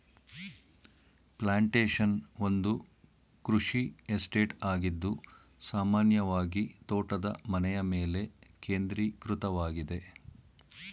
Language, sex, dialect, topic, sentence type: Kannada, male, Mysore Kannada, agriculture, statement